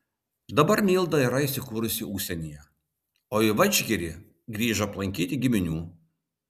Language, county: Lithuanian, Vilnius